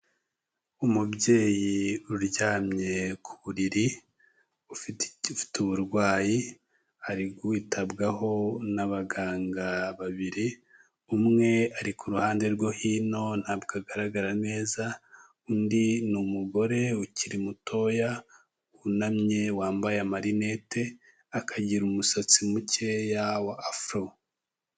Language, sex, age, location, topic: Kinyarwanda, male, 25-35, Kigali, health